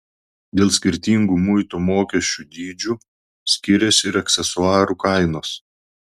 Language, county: Lithuanian, Klaipėda